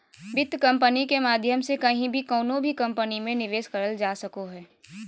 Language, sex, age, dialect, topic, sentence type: Magahi, female, 18-24, Southern, banking, statement